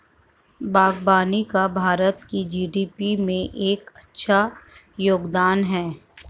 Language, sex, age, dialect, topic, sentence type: Hindi, female, 51-55, Marwari Dhudhari, agriculture, statement